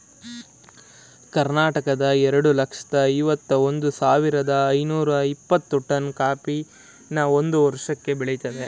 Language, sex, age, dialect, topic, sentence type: Kannada, male, 18-24, Mysore Kannada, agriculture, statement